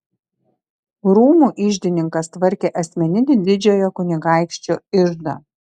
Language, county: Lithuanian, Šiauliai